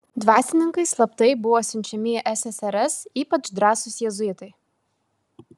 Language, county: Lithuanian, Kaunas